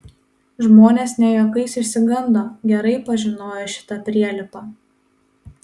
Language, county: Lithuanian, Panevėžys